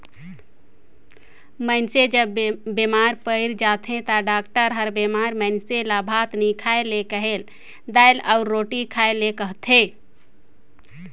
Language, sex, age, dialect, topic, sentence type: Chhattisgarhi, female, 60-100, Northern/Bhandar, agriculture, statement